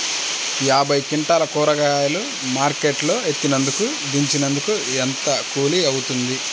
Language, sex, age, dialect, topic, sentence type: Telugu, male, 25-30, Central/Coastal, agriculture, question